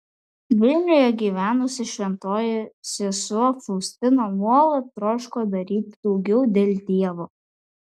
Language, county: Lithuanian, Vilnius